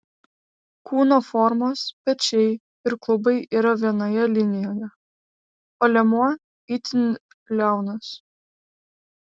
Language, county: Lithuanian, Vilnius